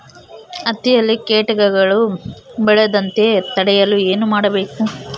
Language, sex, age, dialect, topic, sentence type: Kannada, female, 18-24, Central, agriculture, question